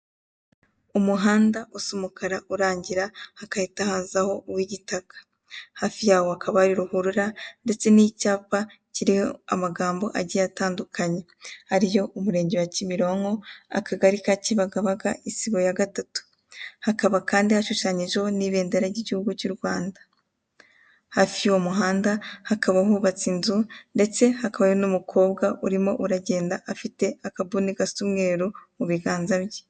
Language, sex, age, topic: Kinyarwanda, female, 18-24, government